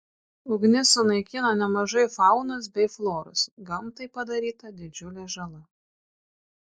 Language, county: Lithuanian, Šiauliai